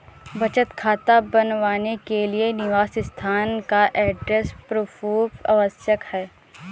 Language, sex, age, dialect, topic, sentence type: Hindi, female, 18-24, Awadhi Bundeli, banking, statement